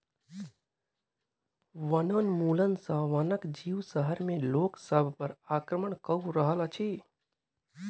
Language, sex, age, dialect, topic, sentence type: Maithili, male, 18-24, Southern/Standard, agriculture, statement